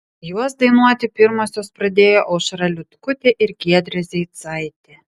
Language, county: Lithuanian, Vilnius